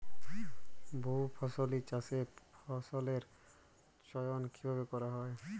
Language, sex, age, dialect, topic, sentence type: Bengali, male, 18-24, Jharkhandi, agriculture, question